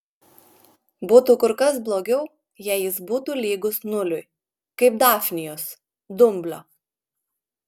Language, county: Lithuanian, Klaipėda